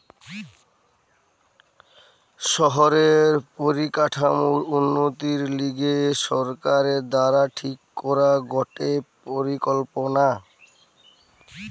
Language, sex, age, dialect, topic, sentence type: Bengali, male, 60-100, Western, banking, statement